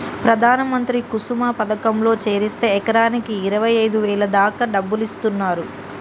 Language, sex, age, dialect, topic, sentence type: Telugu, male, 31-35, Telangana, agriculture, statement